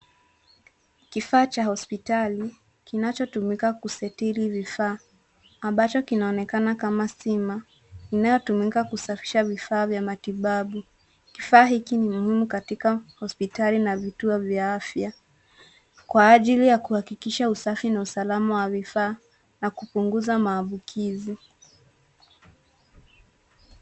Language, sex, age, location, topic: Swahili, female, 36-49, Nairobi, health